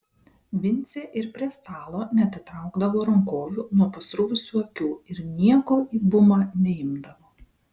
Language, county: Lithuanian, Vilnius